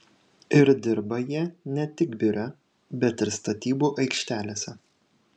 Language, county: Lithuanian, Šiauliai